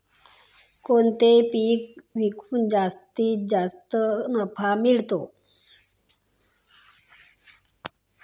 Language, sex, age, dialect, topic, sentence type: Marathi, female, 25-30, Standard Marathi, agriculture, statement